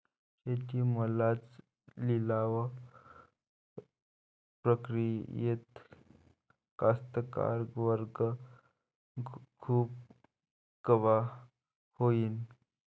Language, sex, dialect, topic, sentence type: Marathi, male, Varhadi, agriculture, question